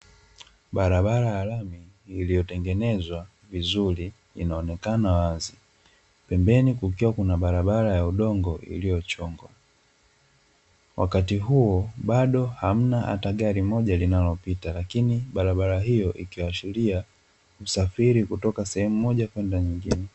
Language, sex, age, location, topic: Swahili, male, 25-35, Dar es Salaam, government